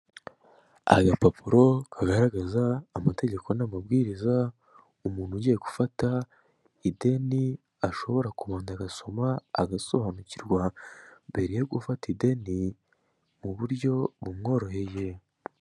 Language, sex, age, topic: Kinyarwanda, male, 18-24, finance